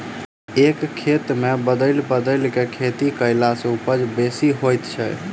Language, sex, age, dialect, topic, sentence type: Maithili, male, 25-30, Southern/Standard, agriculture, statement